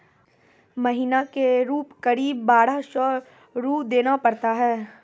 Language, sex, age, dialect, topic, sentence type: Maithili, female, 18-24, Angika, banking, question